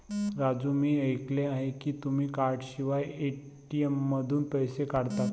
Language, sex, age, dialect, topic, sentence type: Marathi, male, 25-30, Varhadi, banking, statement